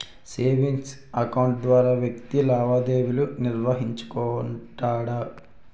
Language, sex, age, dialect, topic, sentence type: Telugu, male, 18-24, Utterandhra, banking, statement